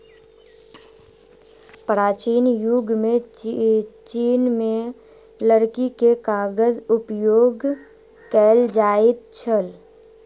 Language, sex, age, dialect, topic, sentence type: Maithili, male, 36-40, Southern/Standard, agriculture, statement